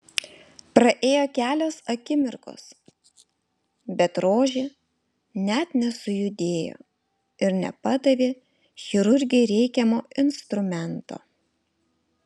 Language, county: Lithuanian, Alytus